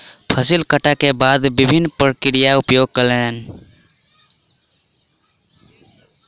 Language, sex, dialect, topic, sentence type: Maithili, male, Southern/Standard, agriculture, statement